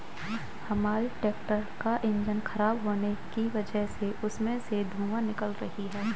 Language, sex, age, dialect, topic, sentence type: Hindi, male, 25-30, Hindustani Malvi Khadi Boli, agriculture, statement